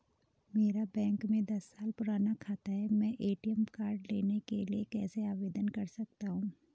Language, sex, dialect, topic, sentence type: Hindi, female, Garhwali, banking, question